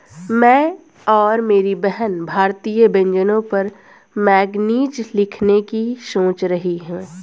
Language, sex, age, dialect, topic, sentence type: Hindi, female, 18-24, Hindustani Malvi Khadi Boli, banking, statement